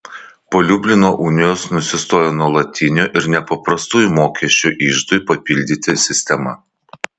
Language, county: Lithuanian, Vilnius